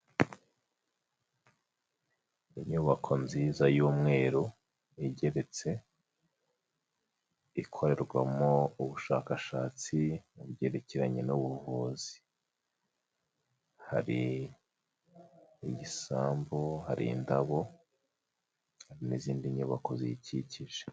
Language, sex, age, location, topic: Kinyarwanda, male, 25-35, Huye, health